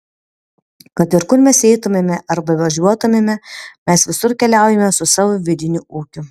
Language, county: Lithuanian, Panevėžys